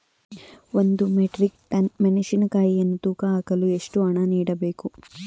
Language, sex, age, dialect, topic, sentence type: Kannada, female, 18-24, Mysore Kannada, agriculture, question